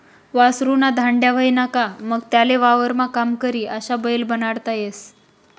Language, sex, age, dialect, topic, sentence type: Marathi, female, 25-30, Northern Konkan, agriculture, statement